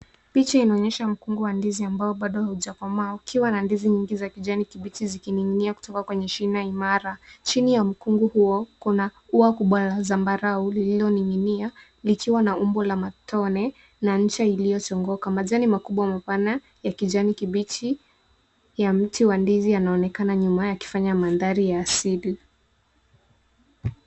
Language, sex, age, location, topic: Swahili, female, 18-24, Nairobi, health